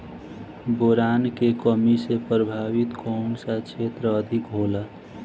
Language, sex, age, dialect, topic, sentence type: Bhojpuri, female, 18-24, Southern / Standard, agriculture, question